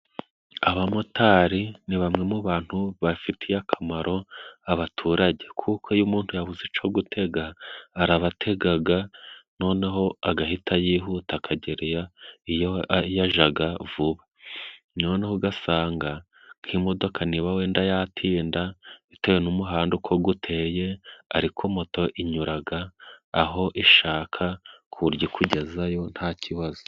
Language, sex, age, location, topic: Kinyarwanda, male, 25-35, Musanze, government